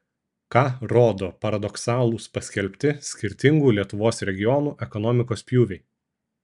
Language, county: Lithuanian, Šiauliai